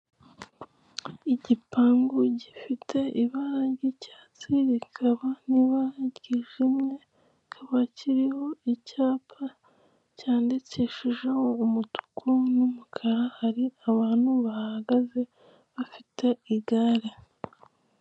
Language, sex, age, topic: Kinyarwanda, female, 25-35, government